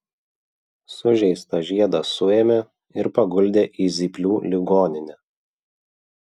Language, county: Lithuanian, Vilnius